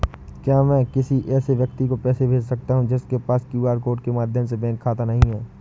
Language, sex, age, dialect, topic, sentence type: Hindi, male, 18-24, Awadhi Bundeli, banking, question